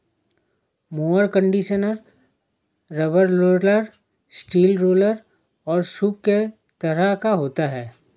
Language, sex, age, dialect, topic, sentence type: Hindi, male, 31-35, Awadhi Bundeli, agriculture, statement